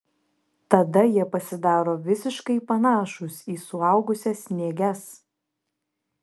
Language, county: Lithuanian, Šiauliai